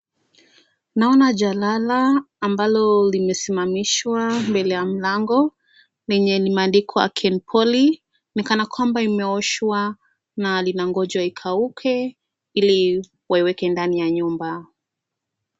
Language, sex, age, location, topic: Swahili, female, 18-24, Nakuru, government